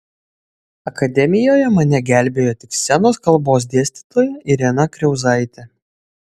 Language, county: Lithuanian, Šiauliai